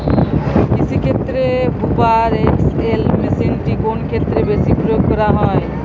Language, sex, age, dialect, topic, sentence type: Bengali, female, 36-40, Jharkhandi, agriculture, question